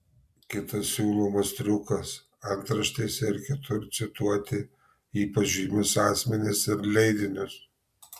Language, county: Lithuanian, Marijampolė